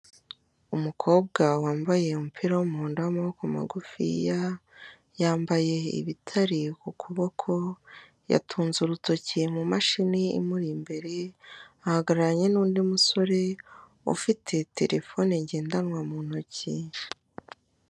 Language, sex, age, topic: Kinyarwanda, male, 18-24, finance